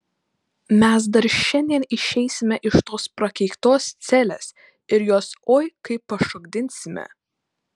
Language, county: Lithuanian, Panevėžys